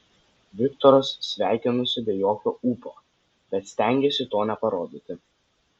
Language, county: Lithuanian, Vilnius